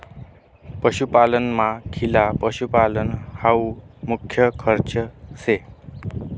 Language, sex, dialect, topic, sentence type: Marathi, male, Northern Konkan, agriculture, statement